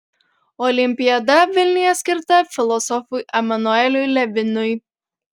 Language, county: Lithuanian, Panevėžys